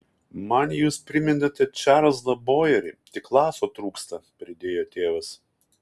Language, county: Lithuanian, Kaunas